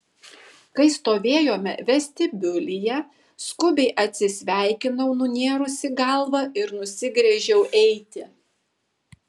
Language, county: Lithuanian, Kaunas